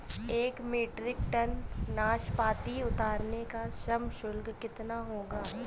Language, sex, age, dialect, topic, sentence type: Hindi, female, 25-30, Awadhi Bundeli, agriculture, question